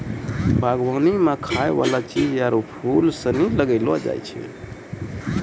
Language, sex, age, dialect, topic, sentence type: Maithili, male, 46-50, Angika, agriculture, statement